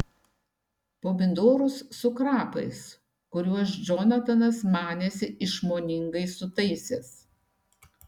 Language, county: Lithuanian, Šiauliai